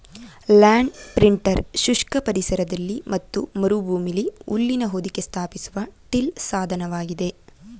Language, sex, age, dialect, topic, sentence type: Kannada, female, 18-24, Mysore Kannada, agriculture, statement